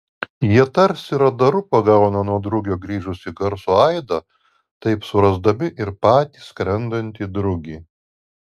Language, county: Lithuanian, Alytus